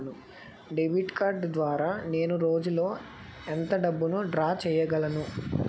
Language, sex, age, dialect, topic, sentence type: Telugu, male, 25-30, Utterandhra, banking, question